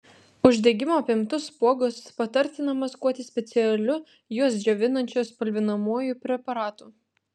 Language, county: Lithuanian, Vilnius